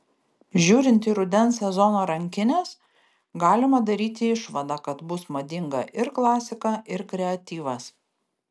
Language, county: Lithuanian, Kaunas